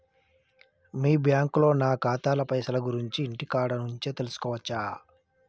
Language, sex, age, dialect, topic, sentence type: Telugu, male, 25-30, Telangana, banking, question